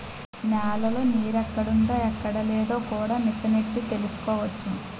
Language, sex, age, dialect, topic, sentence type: Telugu, male, 25-30, Utterandhra, agriculture, statement